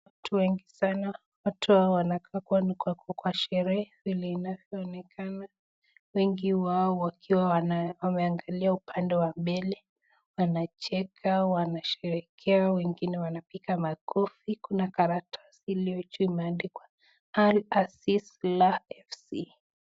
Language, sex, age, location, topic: Swahili, female, 25-35, Nakuru, government